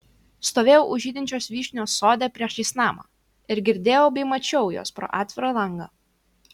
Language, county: Lithuanian, Kaunas